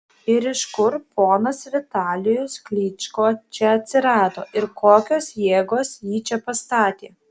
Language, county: Lithuanian, Alytus